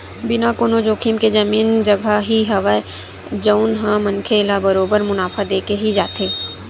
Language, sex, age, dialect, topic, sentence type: Chhattisgarhi, female, 18-24, Western/Budati/Khatahi, banking, statement